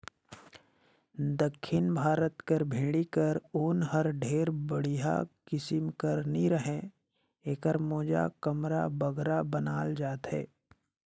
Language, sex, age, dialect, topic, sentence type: Chhattisgarhi, male, 56-60, Northern/Bhandar, agriculture, statement